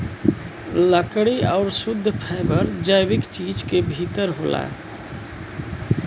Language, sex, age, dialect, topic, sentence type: Bhojpuri, male, 41-45, Western, agriculture, statement